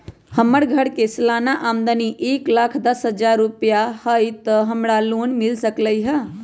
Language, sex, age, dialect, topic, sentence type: Magahi, male, 25-30, Western, banking, question